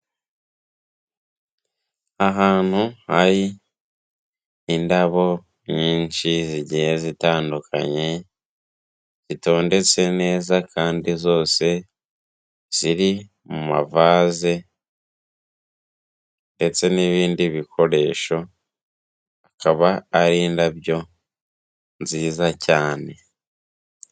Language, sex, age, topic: Kinyarwanda, male, 18-24, agriculture